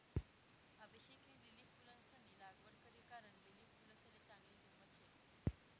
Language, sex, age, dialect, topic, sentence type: Marathi, female, 18-24, Northern Konkan, agriculture, statement